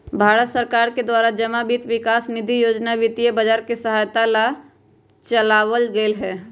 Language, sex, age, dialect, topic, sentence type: Magahi, female, 25-30, Western, banking, statement